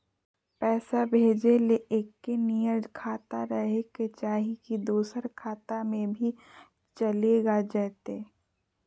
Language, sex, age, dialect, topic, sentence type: Magahi, female, 41-45, Southern, banking, question